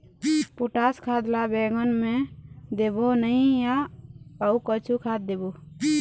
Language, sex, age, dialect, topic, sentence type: Chhattisgarhi, female, 18-24, Eastern, agriculture, question